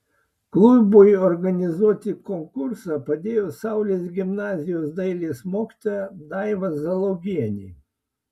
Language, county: Lithuanian, Klaipėda